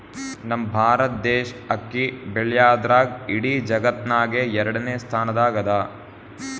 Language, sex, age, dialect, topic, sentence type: Kannada, male, 18-24, Northeastern, agriculture, statement